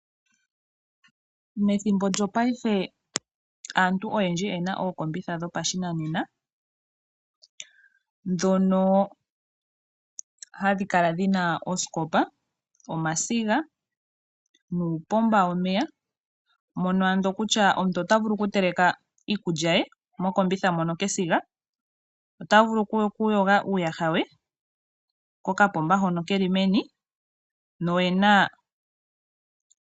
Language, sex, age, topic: Oshiwambo, female, 18-24, finance